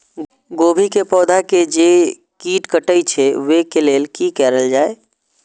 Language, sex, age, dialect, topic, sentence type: Maithili, male, 25-30, Eastern / Thethi, agriculture, question